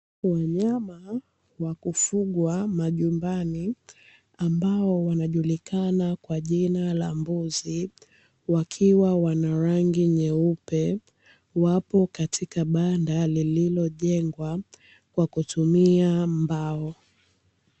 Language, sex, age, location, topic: Swahili, female, 18-24, Dar es Salaam, agriculture